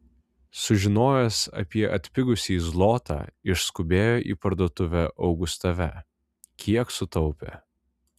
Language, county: Lithuanian, Vilnius